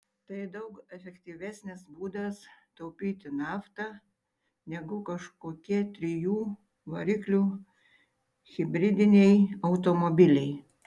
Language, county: Lithuanian, Tauragė